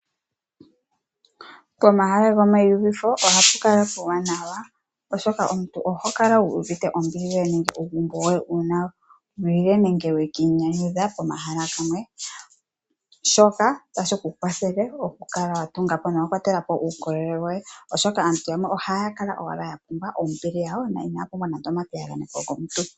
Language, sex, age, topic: Oshiwambo, female, 25-35, finance